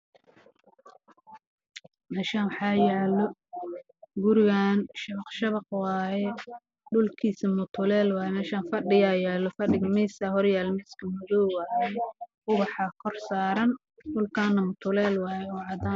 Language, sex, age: Somali, male, 18-24